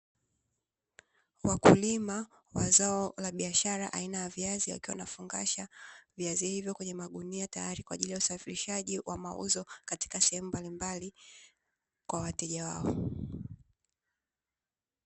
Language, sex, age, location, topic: Swahili, female, 18-24, Dar es Salaam, agriculture